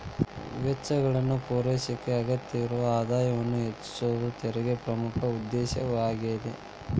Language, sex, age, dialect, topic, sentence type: Kannada, male, 18-24, Dharwad Kannada, banking, statement